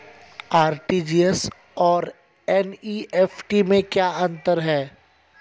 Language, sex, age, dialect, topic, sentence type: Hindi, male, 31-35, Hindustani Malvi Khadi Boli, banking, question